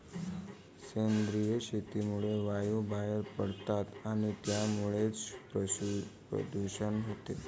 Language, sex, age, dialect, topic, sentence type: Marathi, male, 18-24, Varhadi, agriculture, statement